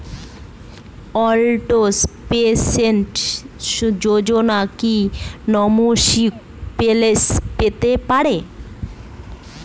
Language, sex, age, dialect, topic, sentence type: Bengali, female, 31-35, Standard Colloquial, banking, question